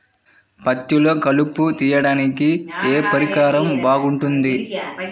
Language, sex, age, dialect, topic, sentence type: Telugu, male, 18-24, Central/Coastal, agriculture, question